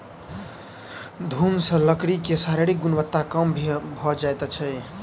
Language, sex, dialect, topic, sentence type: Maithili, male, Southern/Standard, agriculture, statement